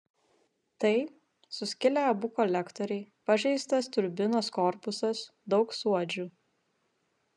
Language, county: Lithuanian, Vilnius